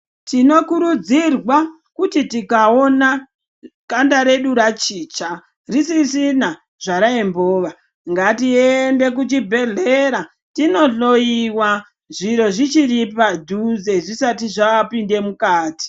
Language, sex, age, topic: Ndau, female, 50+, health